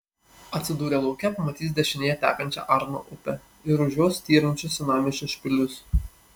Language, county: Lithuanian, Panevėžys